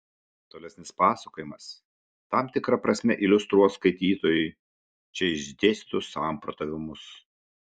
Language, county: Lithuanian, Šiauliai